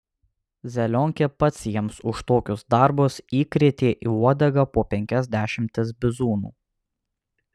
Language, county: Lithuanian, Alytus